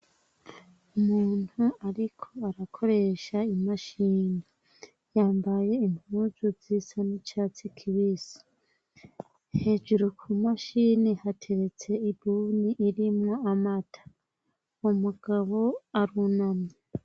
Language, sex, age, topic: Rundi, male, 18-24, education